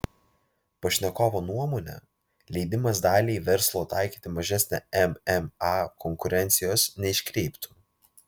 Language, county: Lithuanian, Vilnius